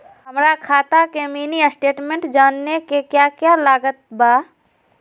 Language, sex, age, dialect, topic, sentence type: Magahi, female, 18-24, Southern, banking, question